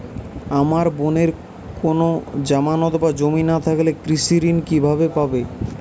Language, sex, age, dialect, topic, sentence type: Bengali, male, 18-24, Western, agriculture, statement